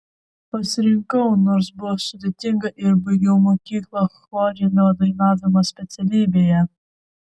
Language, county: Lithuanian, Vilnius